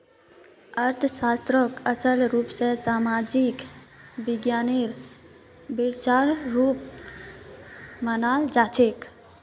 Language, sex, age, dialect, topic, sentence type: Magahi, female, 18-24, Northeastern/Surjapuri, banking, statement